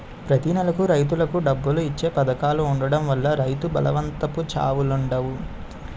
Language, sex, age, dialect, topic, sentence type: Telugu, male, 18-24, Utterandhra, agriculture, statement